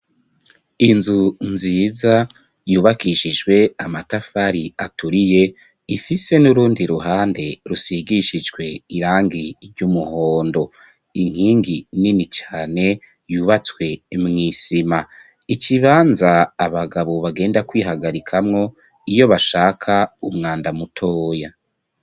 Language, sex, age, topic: Rundi, male, 25-35, education